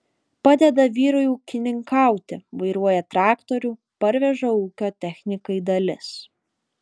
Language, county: Lithuanian, Alytus